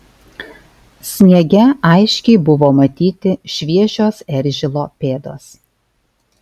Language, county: Lithuanian, Alytus